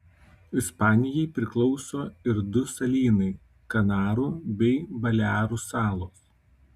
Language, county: Lithuanian, Kaunas